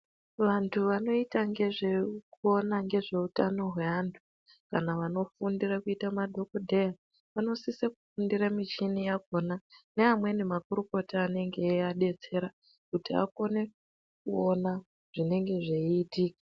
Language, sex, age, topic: Ndau, female, 50+, health